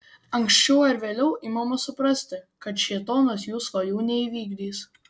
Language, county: Lithuanian, Vilnius